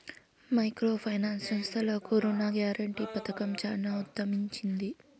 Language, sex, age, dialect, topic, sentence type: Telugu, female, 18-24, Southern, banking, statement